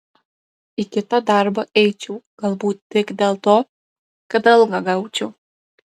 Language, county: Lithuanian, Klaipėda